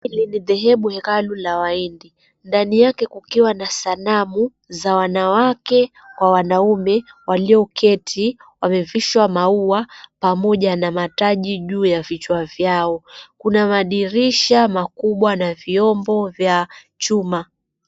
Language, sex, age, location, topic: Swahili, female, 25-35, Mombasa, government